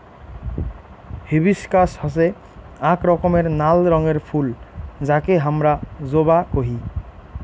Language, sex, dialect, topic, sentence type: Bengali, male, Rajbangshi, agriculture, statement